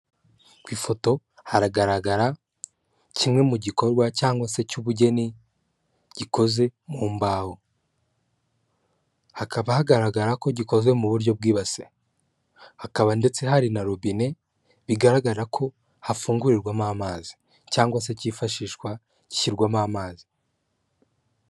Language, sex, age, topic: Kinyarwanda, male, 25-35, finance